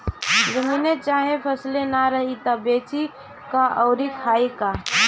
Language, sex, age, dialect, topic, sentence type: Bhojpuri, female, 18-24, Northern, banking, statement